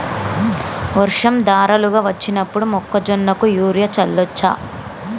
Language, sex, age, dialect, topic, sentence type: Telugu, female, 25-30, Telangana, agriculture, question